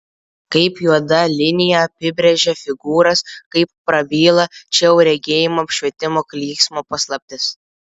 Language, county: Lithuanian, Vilnius